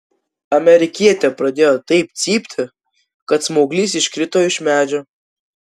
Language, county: Lithuanian, Vilnius